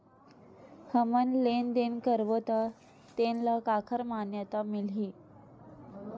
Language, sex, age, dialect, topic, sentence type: Chhattisgarhi, female, 31-35, Western/Budati/Khatahi, banking, question